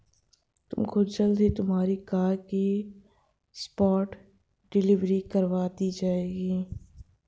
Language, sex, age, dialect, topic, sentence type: Hindi, female, 51-55, Hindustani Malvi Khadi Boli, banking, statement